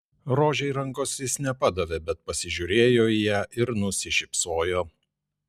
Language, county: Lithuanian, Šiauliai